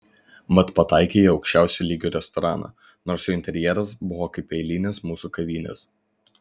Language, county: Lithuanian, Vilnius